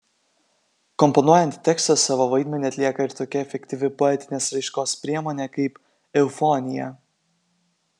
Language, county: Lithuanian, Kaunas